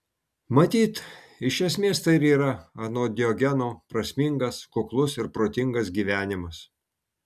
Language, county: Lithuanian, Kaunas